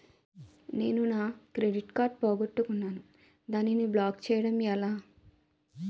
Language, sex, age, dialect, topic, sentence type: Telugu, female, 25-30, Utterandhra, banking, question